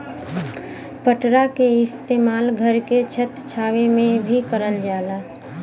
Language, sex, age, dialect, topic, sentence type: Bhojpuri, female, 25-30, Western, agriculture, statement